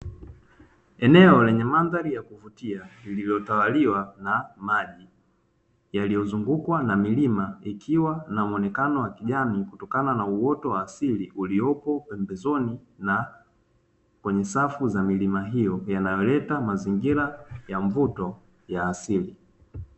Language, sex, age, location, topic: Swahili, male, 25-35, Dar es Salaam, agriculture